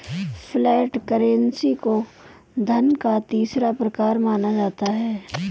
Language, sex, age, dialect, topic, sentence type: Hindi, female, 18-24, Marwari Dhudhari, banking, statement